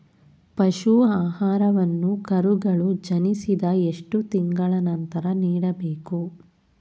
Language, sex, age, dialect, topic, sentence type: Kannada, female, 31-35, Mysore Kannada, agriculture, question